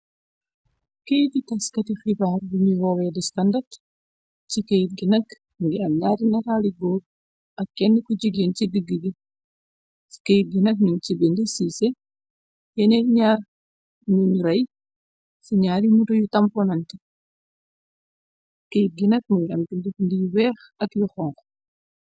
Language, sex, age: Wolof, female, 25-35